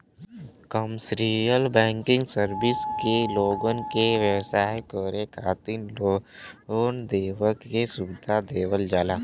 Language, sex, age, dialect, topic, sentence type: Bhojpuri, male, 18-24, Western, banking, statement